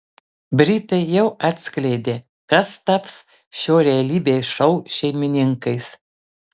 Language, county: Lithuanian, Kaunas